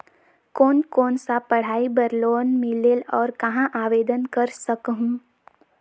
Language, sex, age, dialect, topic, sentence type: Chhattisgarhi, female, 18-24, Northern/Bhandar, banking, question